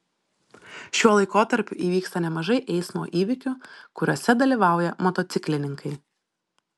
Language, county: Lithuanian, Šiauliai